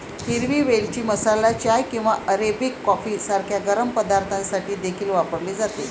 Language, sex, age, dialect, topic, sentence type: Marathi, female, 56-60, Varhadi, agriculture, statement